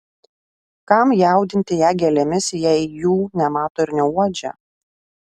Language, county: Lithuanian, Alytus